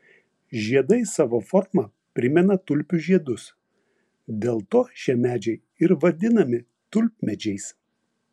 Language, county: Lithuanian, Vilnius